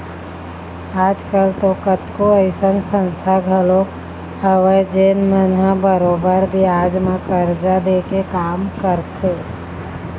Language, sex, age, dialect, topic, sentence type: Chhattisgarhi, female, 31-35, Eastern, banking, statement